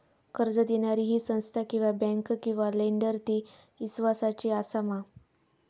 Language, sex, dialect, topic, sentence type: Marathi, female, Southern Konkan, banking, question